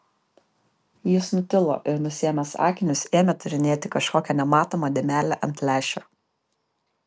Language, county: Lithuanian, Kaunas